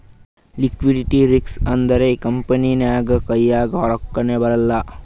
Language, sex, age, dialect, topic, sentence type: Kannada, male, 18-24, Northeastern, banking, statement